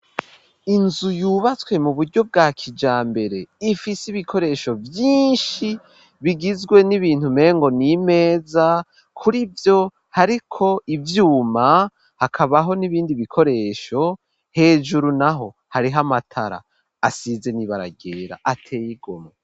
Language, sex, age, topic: Rundi, male, 18-24, education